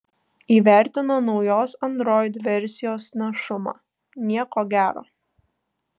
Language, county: Lithuanian, Tauragė